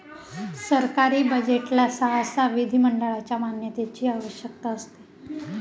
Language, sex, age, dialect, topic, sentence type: Marathi, female, 25-30, Northern Konkan, banking, statement